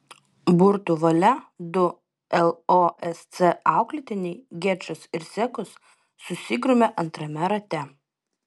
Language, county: Lithuanian, Utena